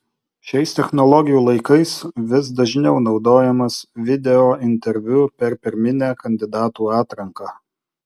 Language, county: Lithuanian, Utena